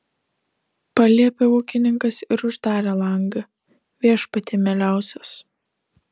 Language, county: Lithuanian, Telšiai